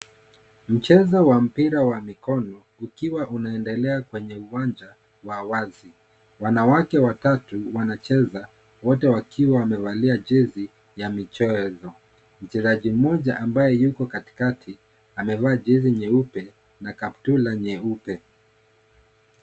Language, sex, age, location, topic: Swahili, male, 36-49, Kisii, government